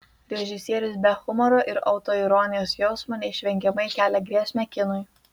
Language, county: Lithuanian, Vilnius